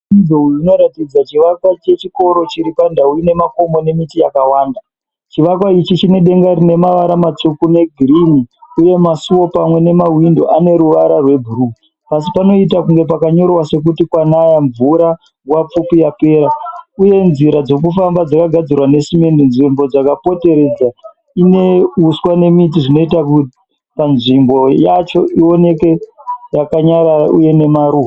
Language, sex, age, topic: Ndau, male, 18-24, education